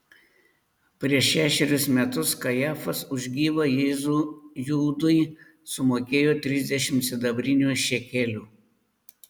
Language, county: Lithuanian, Panevėžys